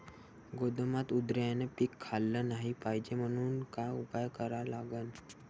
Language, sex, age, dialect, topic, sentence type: Marathi, male, 18-24, Varhadi, agriculture, question